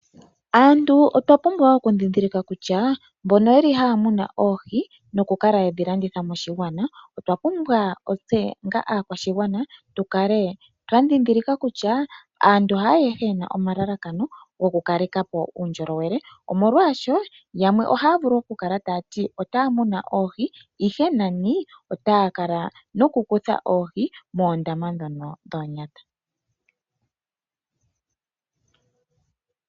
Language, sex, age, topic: Oshiwambo, female, 25-35, agriculture